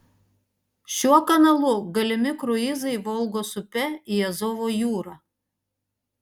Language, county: Lithuanian, Panevėžys